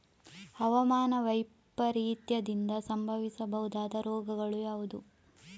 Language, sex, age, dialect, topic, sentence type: Kannada, female, 25-30, Coastal/Dakshin, agriculture, question